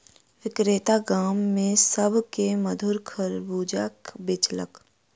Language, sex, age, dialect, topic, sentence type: Maithili, female, 46-50, Southern/Standard, agriculture, statement